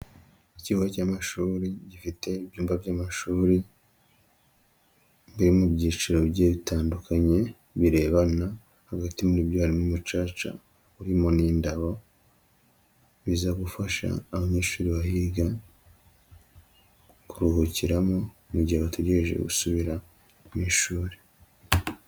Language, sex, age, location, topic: Kinyarwanda, male, 25-35, Huye, education